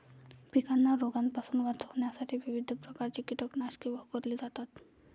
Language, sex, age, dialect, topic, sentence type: Marathi, female, 41-45, Varhadi, agriculture, statement